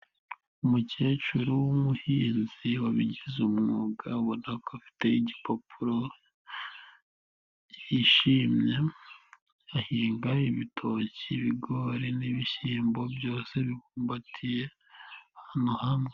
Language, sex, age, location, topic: Kinyarwanda, male, 18-24, Nyagatare, agriculture